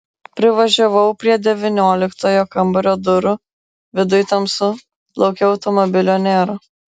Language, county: Lithuanian, Vilnius